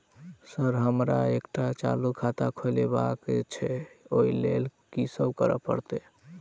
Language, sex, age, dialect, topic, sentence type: Maithili, male, 18-24, Southern/Standard, banking, question